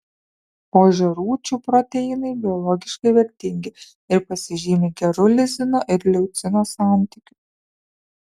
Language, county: Lithuanian, Kaunas